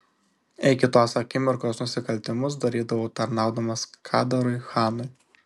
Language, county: Lithuanian, Šiauliai